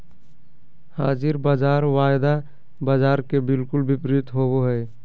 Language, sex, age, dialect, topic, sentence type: Magahi, male, 18-24, Southern, banking, statement